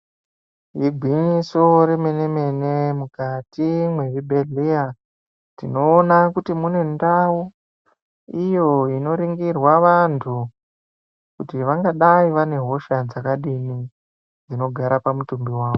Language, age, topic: Ndau, 18-24, health